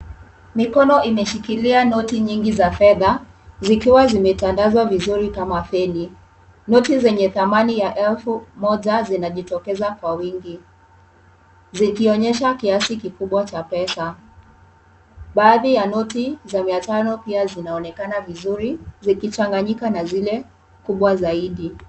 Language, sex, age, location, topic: Swahili, male, 18-24, Kisumu, finance